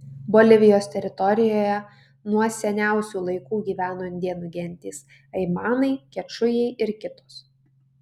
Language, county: Lithuanian, Kaunas